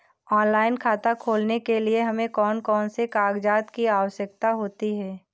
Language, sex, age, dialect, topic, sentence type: Hindi, female, 18-24, Kanauji Braj Bhasha, banking, question